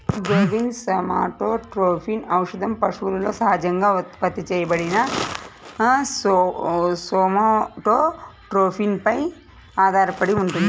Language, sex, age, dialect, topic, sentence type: Telugu, female, 31-35, Central/Coastal, agriculture, statement